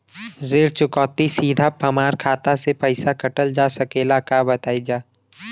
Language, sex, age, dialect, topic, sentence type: Bhojpuri, male, 25-30, Western, banking, question